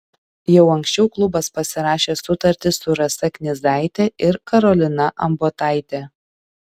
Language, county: Lithuanian, Šiauliai